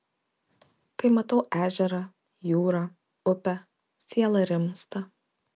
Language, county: Lithuanian, Kaunas